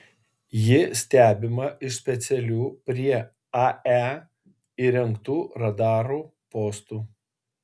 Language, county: Lithuanian, Kaunas